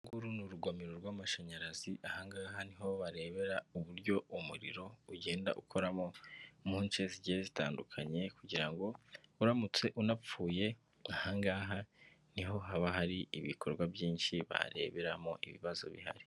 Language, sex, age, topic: Kinyarwanda, female, 18-24, government